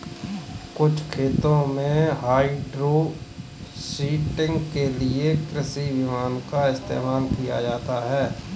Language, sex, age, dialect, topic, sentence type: Hindi, male, 25-30, Kanauji Braj Bhasha, agriculture, statement